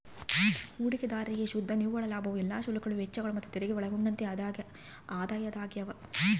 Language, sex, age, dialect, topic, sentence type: Kannada, female, 18-24, Central, banking, statement